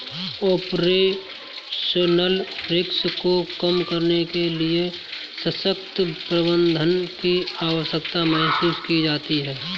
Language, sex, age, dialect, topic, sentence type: Hindi, male, 31-35, Kanauji Braj Bhasha, banking, statement